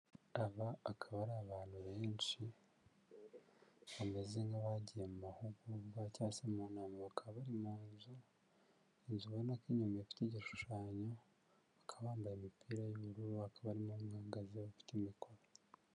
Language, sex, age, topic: Kinyarwanda, male, 25-35, government